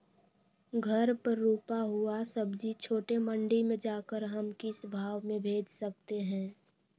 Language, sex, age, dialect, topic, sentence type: Magahi, female, 18-24, Western, agriculture, question